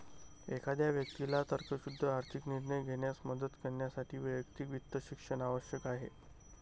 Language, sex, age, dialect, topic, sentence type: Marathi, male, 31-35, Varhadi, banking, statement